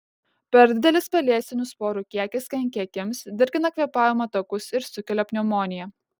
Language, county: Lithuanian, Kaunas